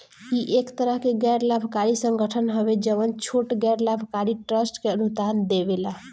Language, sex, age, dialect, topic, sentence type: Bhojpuri, female, 18-24, Southern / Standard, banking, statement